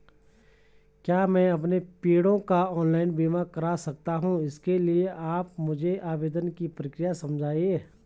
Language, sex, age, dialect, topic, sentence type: Hindi, male, 36-40, Garhwali, banking, question